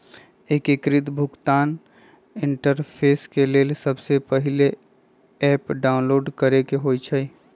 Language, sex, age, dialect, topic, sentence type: Magahi, male, 25-30, Western, banking, statement